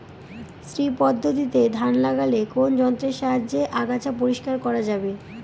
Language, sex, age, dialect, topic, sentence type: Bengali, female, 25-30, Northern/Varendri, agriculture, question